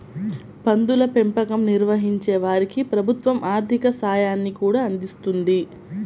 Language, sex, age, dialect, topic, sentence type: Telugu, female, 18-24, Central/Coastal, agriculture, statement